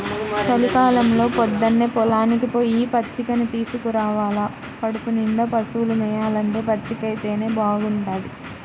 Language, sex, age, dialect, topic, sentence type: Telugu, female, 25-30, Central/Coastal, agriculture, statement